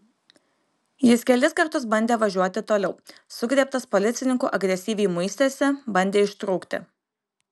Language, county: Lithuanian, Kaunas